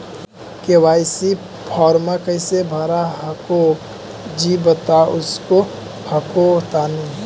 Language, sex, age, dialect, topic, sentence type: Magahi, male, 18-24, Central/Standard, banking, question